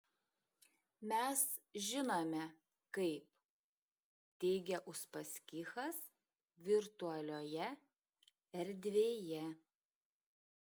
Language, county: Lithuanian, Šiauliai